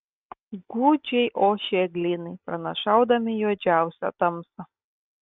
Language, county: Lithuanian, Kaunas